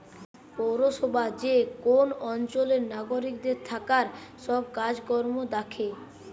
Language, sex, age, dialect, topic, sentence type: Bengali, male, 25-30, Western, banking, statement